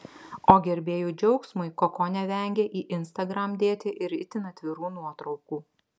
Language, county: Lithuanian, Vilnius